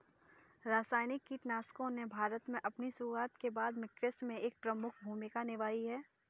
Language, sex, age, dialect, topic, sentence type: Hindi, female, 18-24, Kanauji Braj Bhasha, agriculture, statement